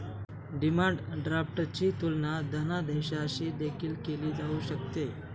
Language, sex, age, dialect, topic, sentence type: Marathi, male, 25-30, Northern Konkan, banking, statement